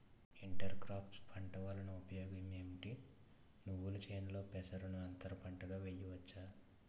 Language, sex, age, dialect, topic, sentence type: Telugu, male, 18-24, Utterandhra, agriculture, question